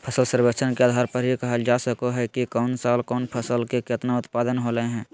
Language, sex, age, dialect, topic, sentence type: Magahi, male, 25-30, Southern, agriculture, statement